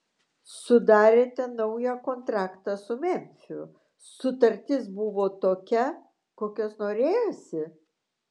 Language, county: Lithuanian, Vilnius